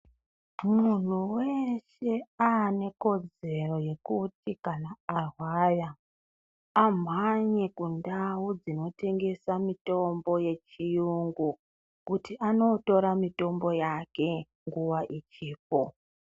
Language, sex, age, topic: Ndau, female, 36-49, health